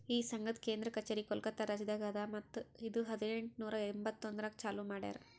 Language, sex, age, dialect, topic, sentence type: Kannada, female, 18-24, Northeastern, agriculture, statement